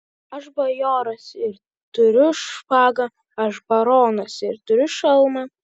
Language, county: Lithuanian, Kaunas